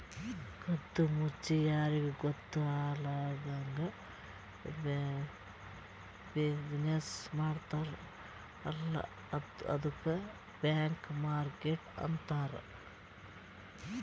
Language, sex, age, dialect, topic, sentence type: Kannada, female, 46-50, Northeastern, banking, statement